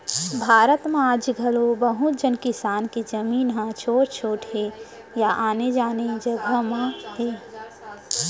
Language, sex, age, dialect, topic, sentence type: Chhattisgarhi, male, 60-100, Central, agriculture, statement